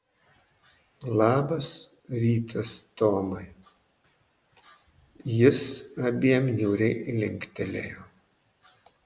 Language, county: Lithuanian, Panevėžys